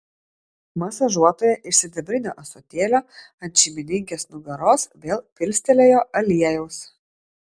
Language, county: Lithuanian, Vilnius